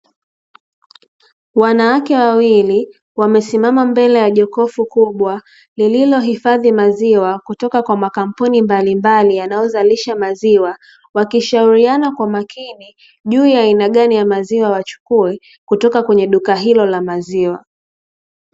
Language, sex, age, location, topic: Swahili, female, 18-24, Dar es Salaam, finance